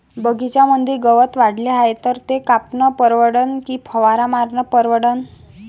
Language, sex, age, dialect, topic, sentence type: Marathi, female, 18-24, Varhadi, agriculture, question